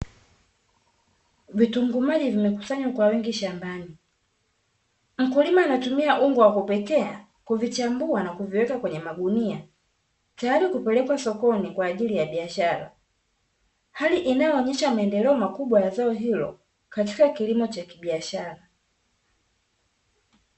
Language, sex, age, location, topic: Swahili, female, 36-49, Dar es Salaam, agriculture